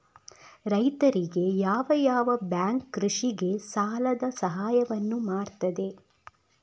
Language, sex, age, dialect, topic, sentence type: Kannada, female, 36-40, Coastal/Dakshin, agriculture, question